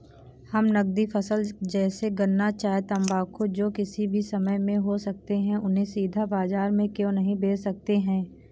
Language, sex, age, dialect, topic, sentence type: Hindi, female, 18-24, Awadhi Bundeli, agriculture, question